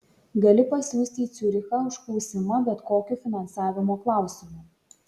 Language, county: Lithuanian, Šiauliai